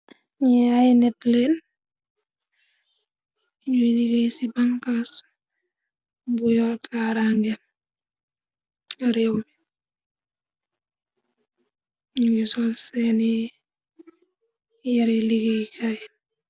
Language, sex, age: Wolof, female, 25-35